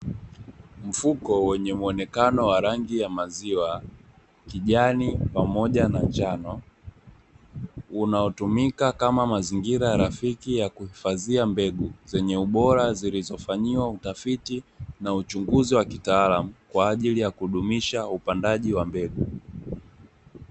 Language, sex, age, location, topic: Swahili, male, 18-24, Dar es Salaam, agriculture